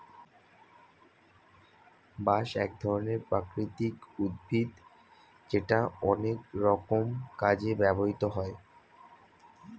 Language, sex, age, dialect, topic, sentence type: Bengali, male, 25-30, Standard Colloquial, agriculture, statement